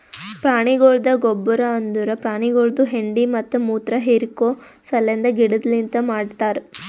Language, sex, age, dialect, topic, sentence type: Kannada, female, 18-24, Northeastern, agriculture, statement